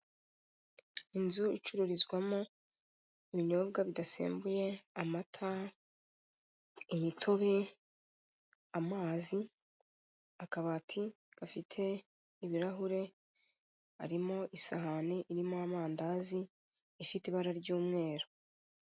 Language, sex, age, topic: Kinyarwanda, female, 25-35, finance